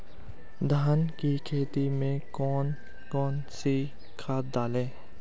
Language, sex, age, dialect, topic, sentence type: Hindi, male, 18-24, Hindustani Malvi Khadi Boli, agriculture, question